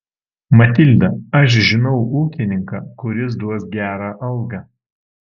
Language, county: Lithuanian, Alytus